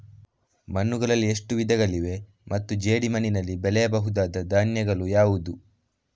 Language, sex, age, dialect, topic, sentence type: Kannada, male, 18-24, Coastal/Dakshin, agriculture, question